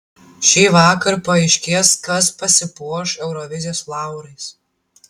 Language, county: Lithuanian, Tauragė